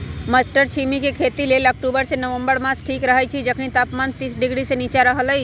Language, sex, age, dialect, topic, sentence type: Magahi, male, 18-24, Western, agriculture, statement